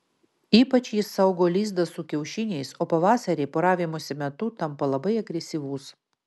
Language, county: Lithuanian, Vilnius